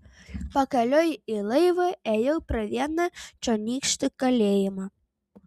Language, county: Lithuanian, Vilnius